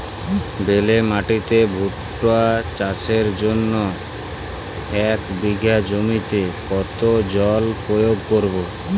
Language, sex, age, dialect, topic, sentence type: Bengali, male, 18-24, Jharkhandi, agriculture, question